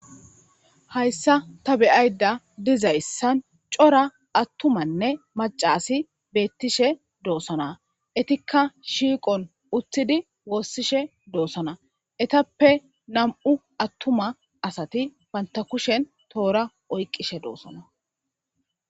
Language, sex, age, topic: Gamo, male, 25-35, government